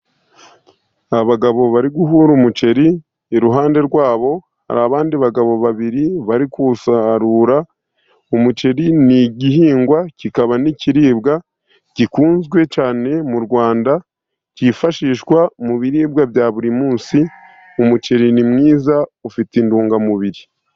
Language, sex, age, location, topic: Kinyarwanda, male, 50+, Musanze, agriculture